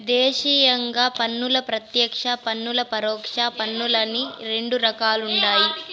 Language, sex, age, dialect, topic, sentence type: Telugu, female, 18-24, Southern, banking, statement